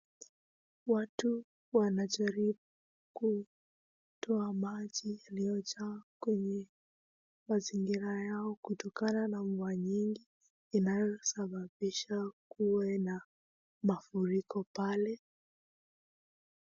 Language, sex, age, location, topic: Swahili, female, 18-24, Wajir, health